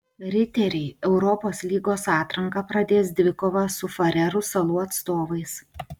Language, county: Lithuanian, Utena